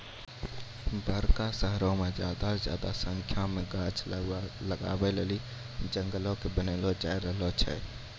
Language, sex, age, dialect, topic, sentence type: Maithili, male, 18-24, Angika, agriculture, statement